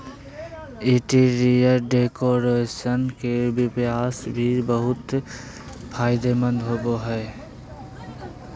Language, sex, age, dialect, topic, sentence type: Magahi, male, 31-35, Southern, banking, statement